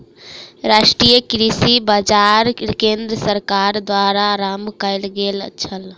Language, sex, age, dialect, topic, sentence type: Maithili, female, 18-24, Southern/Standard, agriculture, statement